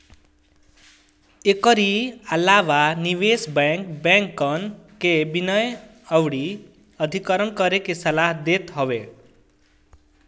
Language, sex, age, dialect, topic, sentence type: Bhojpuri, male, 25-30, Northern, banking, statement